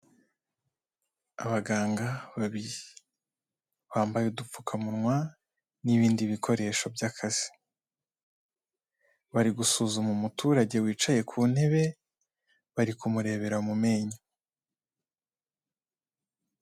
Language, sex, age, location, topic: Kinyarwanda, male, 18-24, Kigali, health